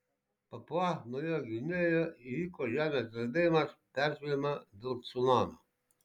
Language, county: Lithuanian, Šiauliai